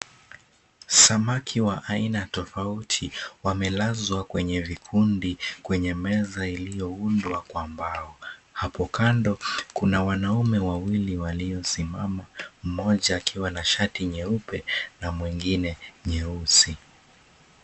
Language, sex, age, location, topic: Swahili, male, 25-35, Mombasa, agriculture